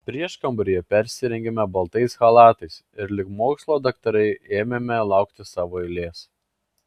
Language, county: Lithuanian, Klaipėda